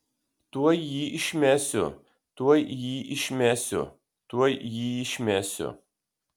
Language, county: Lithuanian, Kaunas